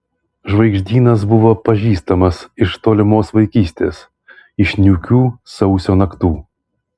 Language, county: Lithuanian, Vilnius